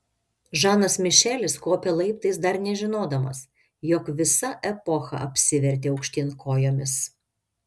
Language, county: Lithuanian, Šiauliai